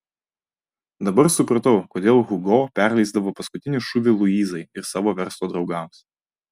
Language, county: Lithuanian, Vilnius